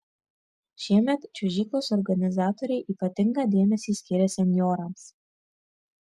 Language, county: Lithuanian, Marijampolė